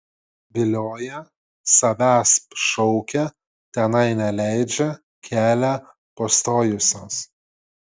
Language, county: Lithuanian, Šiauliai